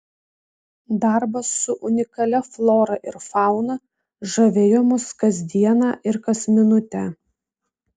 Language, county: Lithuanian, Vilnius